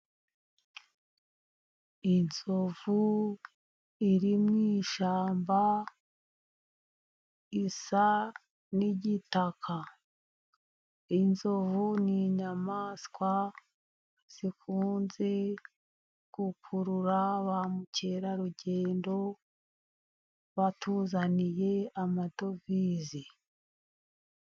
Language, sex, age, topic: Kinyarwanda, female, 50+, agriculture